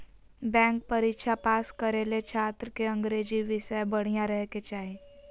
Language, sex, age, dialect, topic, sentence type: Magahi, female, 25-30, Southern, banking, statement